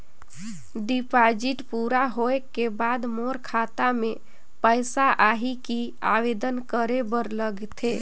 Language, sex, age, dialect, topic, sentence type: Chhattisgarhi, female, 31-35, Northern/Bhandar, banking, question